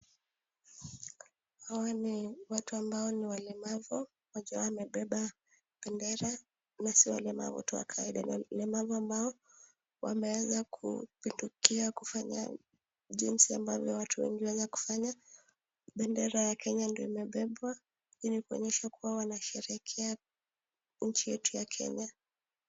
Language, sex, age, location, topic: Swahili, female, 18-24, Nakuru, education